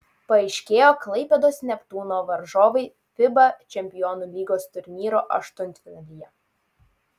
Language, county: Lithuanian, Utena